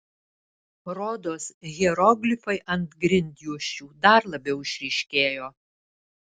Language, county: Lithuanian, Alytus